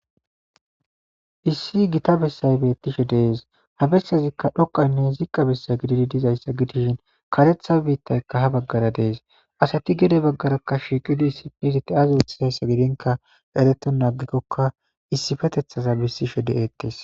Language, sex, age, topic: Gamo, male, 18-24, government